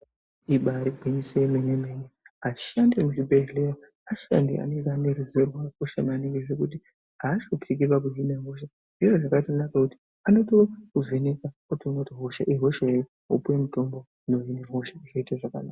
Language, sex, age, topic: Ndau, female, 18-24, health